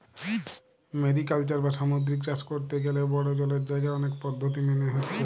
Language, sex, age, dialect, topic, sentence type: Bengali, male, 18-24, Western, agriculture, statement